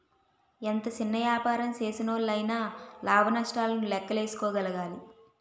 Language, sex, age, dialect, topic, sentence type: Telugu, female, 18-24, Utterandhra, banking, statement